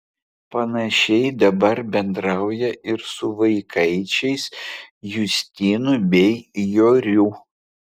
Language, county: Lithuanian, Vilnius